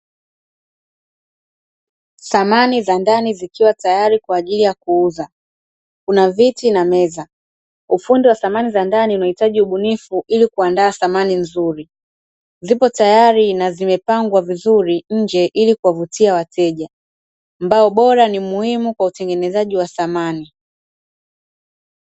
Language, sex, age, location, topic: Swahili, female, 25-35, Dar es Salaam, finance